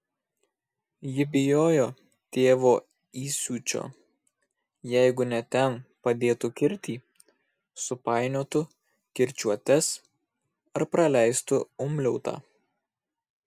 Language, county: Lithuanian, Kaunas